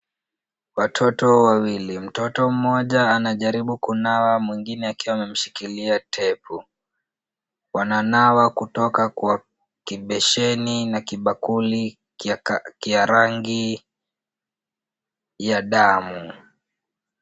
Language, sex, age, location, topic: Swahili, female, 18-24, Kisumu, health